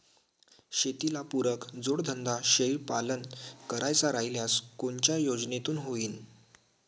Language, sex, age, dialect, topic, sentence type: Marathi, male, 18-24, Varhadi, agriculture, question